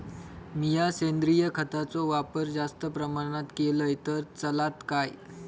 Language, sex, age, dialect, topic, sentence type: Marathi, male, 46-50, Southern Konkan, agriculture, question